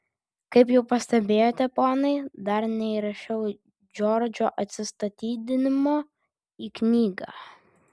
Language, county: Lithuanian, Vilnius